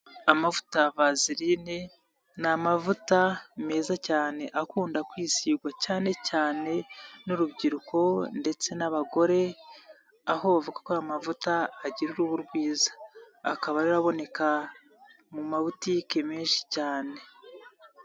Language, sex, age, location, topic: Kinyarwanda, male, 25-35, Nyagatare, finance